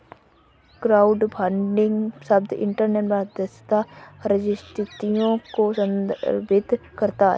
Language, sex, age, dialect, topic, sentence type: Hindi, female, 60-100, Kanauji Braj Bhasha, banking, statement